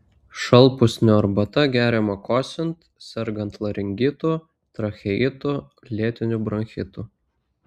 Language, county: Lithuanian, Vilnius